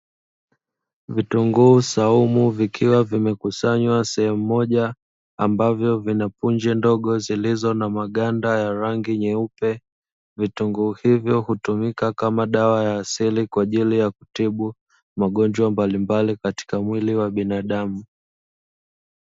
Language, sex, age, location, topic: Swahili, male, 25-35, Dar es Salaam, health